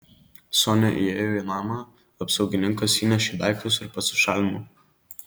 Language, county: Lithuanian, Marijampolė